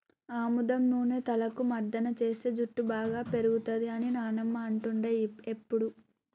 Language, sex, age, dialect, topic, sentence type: Telugu, female, 18-24, Telangana, agriculture, statement